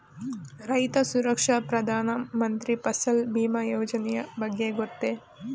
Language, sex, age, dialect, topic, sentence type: Kannada, female, 25-30, Mysore Kannada, agriculture, question